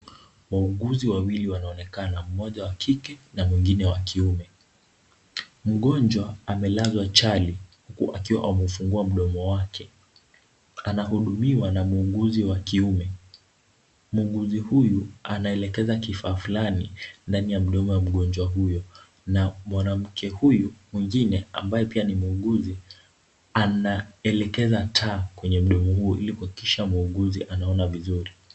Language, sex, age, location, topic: Swahili, male, 18-24, Kisumu, health